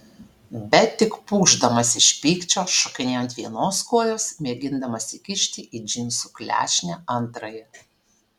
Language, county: Lithuanian, Alytus